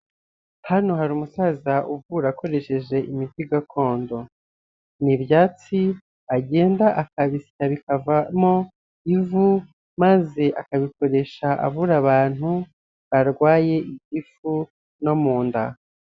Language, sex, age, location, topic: Kinyarwanda, male, 25-35, Nyagatare, health